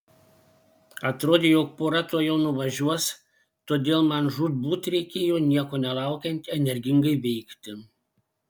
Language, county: Lithuanian, Panevėžys